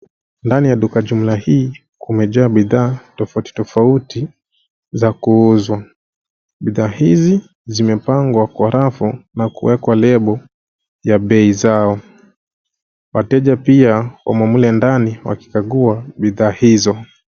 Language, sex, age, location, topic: Swahili, male, 25-35, Nairobi, finance